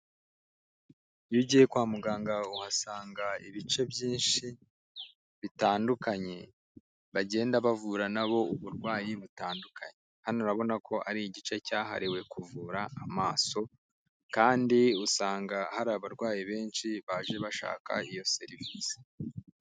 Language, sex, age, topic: Kinyarwanda, male, 25-35, health